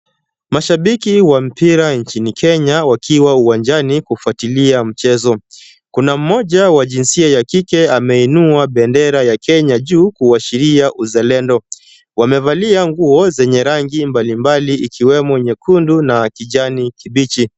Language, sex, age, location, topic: Swahili, male, 25-35, Kisumu, government